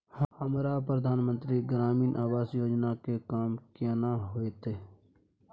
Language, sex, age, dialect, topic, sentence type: Maithili, male, 18-24, Bajjika, banking, question